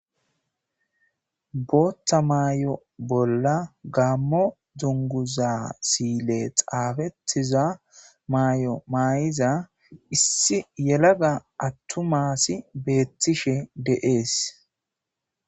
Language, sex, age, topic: Gamo, male, 18-24, government